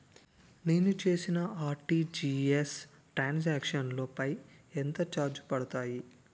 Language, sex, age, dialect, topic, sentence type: Telugu, male, 18-24, Utterandhra, banking, question